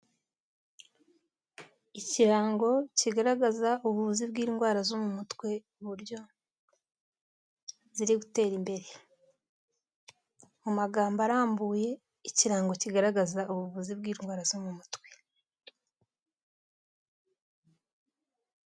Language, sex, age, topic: Kinyarwanda, female, 25-35, health